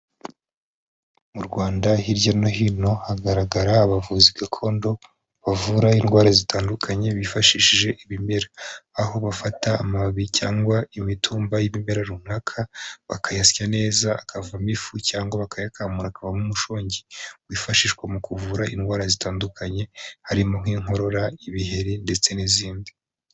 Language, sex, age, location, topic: Kinyarwanda, male, 25-35, Huye, health